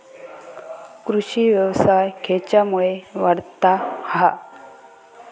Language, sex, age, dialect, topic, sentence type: Marathi, female, 25-30, Southern Konkan, agriculture, question